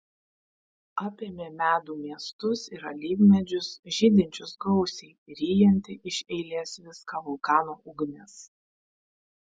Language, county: Lithuanian, Vilnius